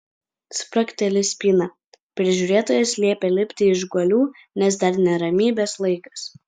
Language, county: Lithuanian, Kaunas